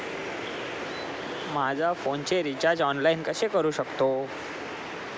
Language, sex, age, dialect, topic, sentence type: Marathi, male, 25-30, Standard Marathi, banking, question